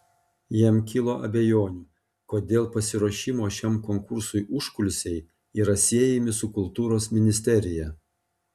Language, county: Lithuanian, Panevėžys